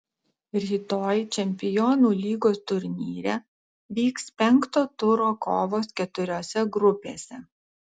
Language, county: Lithuanian, Alytus